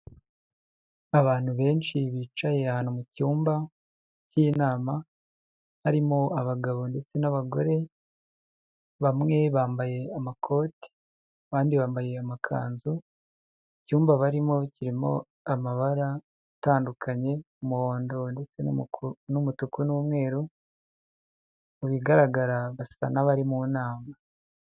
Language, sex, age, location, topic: Kinyarwanda, male, 50+, Huye, health